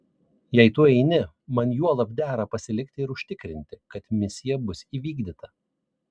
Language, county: Lithuanian, Vilnius